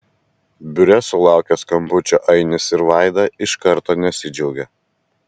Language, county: Lithuanian, Vilnius